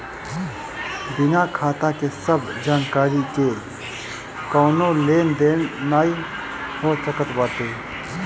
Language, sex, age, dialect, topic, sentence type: Bhojpuri, male, 25-30, Northern, banking, statement